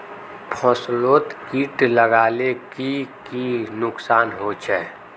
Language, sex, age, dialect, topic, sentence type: Magahi, male, 18-24, Northeastern/Surjapuri, agriculture, question